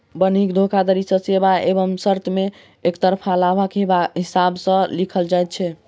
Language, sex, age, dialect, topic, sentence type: Maithili, male, 36-40, Southern/Standard, banking, statement